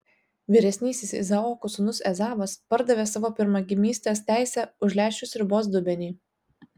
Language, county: Lithuanian, Telšiai